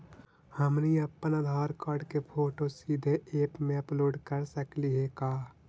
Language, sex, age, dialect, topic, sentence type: Magahi, male, 56-60, Central/Standard, banking, question